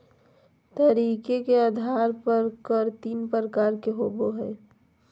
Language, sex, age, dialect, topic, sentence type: Magahi, female, 25-30, Southern, banking, statement